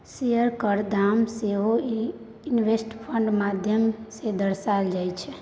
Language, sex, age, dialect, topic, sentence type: Maithili, female, 18-24, Bajjika, banking, statement